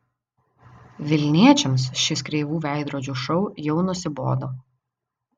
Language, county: Lithuanian, Vilnius